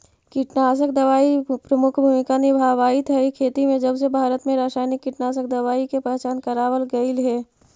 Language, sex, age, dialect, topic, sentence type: Magahi, female, 56-60, Central/Standard, agriculture, statement